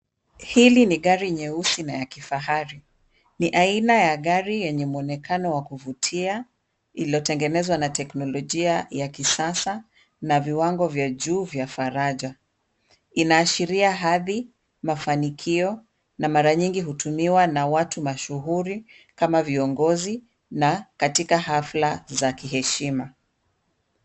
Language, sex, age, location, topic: Swahili, female, 36-49, Kisumu, finance